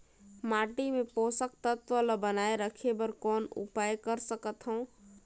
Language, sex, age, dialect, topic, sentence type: Chhattisgarhi, female, 31-35, Northern/Bhandar, agriculture, question